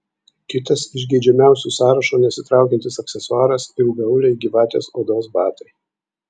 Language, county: Lithuanian, Vilnius